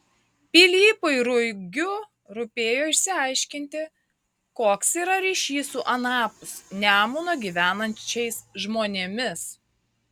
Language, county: Lithuanian, Marijampolė